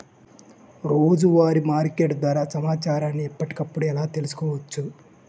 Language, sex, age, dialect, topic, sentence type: Telugu, male, 18-24, Central/Coastal, agriculture, question